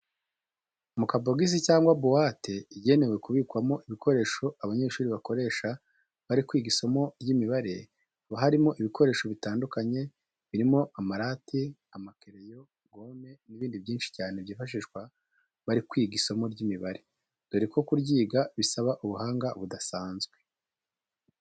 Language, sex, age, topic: Kinyarwanda, male, 25-35, education